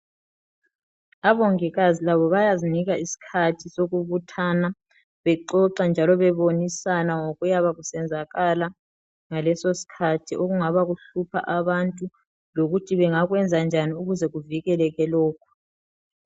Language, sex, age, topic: North Ndebele, male, 36-49, health